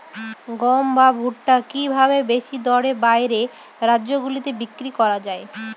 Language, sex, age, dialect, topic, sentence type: Bengali, female, 25-30, Northern/Varendri, agriculture, question